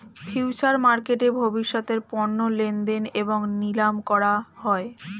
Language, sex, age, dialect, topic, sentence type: Bengali, female, 25-30, Standard Colloquial, banking, statement